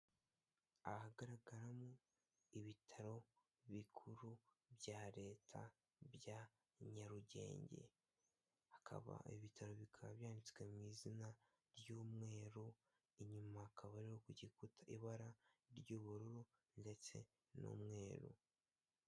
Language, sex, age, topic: Kinyarwanda, male, 18-24, government